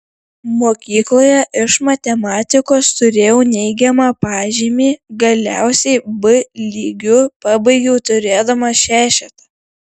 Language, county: Lithuanian, Šiauliai